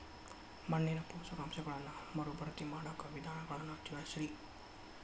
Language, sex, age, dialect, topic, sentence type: Kannada, male, 25-30, Dharwad Kannada, agriculture, question